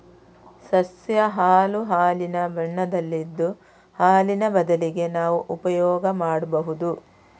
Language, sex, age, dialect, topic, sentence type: Kannada, female, 36-40, Coastal/Dakshin, agriculture, statement